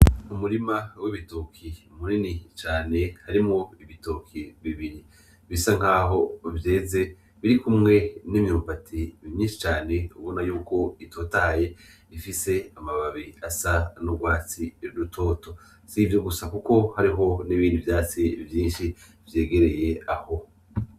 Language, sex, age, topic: Rundi, male, 25-35, agriculture